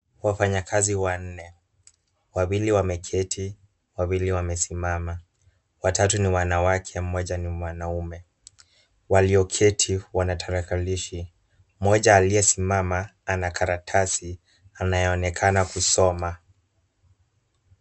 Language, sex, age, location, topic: Swahili, male, 18-24, Kisumu, government